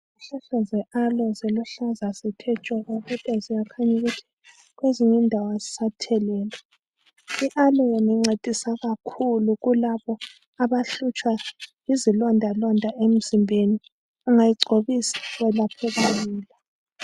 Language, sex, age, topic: North Ndebele, female, 25-35, health